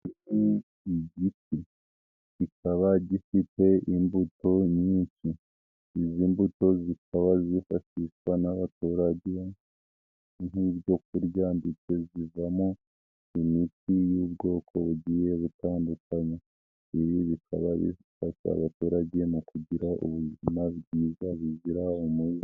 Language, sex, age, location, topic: Kinyarwanda, female, 18-24, Nyagatare, agriculture